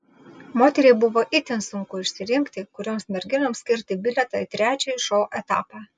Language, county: Lithuanian, Vilnius